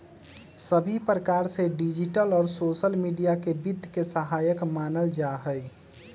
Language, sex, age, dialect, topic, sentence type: Magahi, male, 18-24, Western, banking, statement